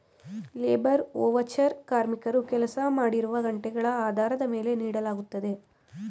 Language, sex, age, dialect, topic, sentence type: Kannada, female, 18-24, Mysore Kannada, banking, statement